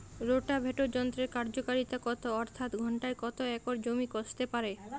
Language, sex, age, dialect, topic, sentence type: Bengali, female, 25-30, Jharkhandi, agriculture, question